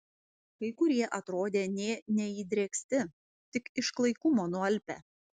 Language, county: Lithuanian, Vilnius